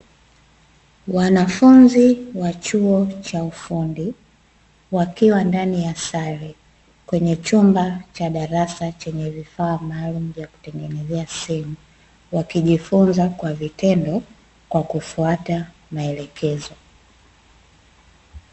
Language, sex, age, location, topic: Swahili, female, 25-35, Dar es Salaam, education